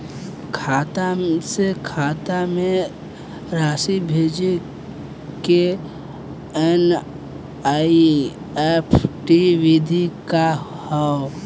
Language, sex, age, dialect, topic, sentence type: Bhojpuri, male, 18-24, Southern / Standard, banking, question